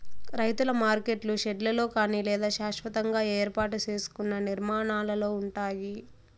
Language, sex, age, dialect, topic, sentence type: Telugu, female, 18-24, Southern, agriculture, statement